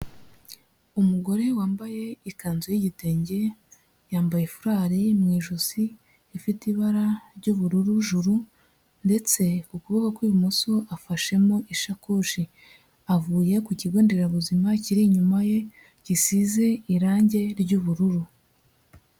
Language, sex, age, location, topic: Kinyarwanda, male, 50+, Nyagatare, health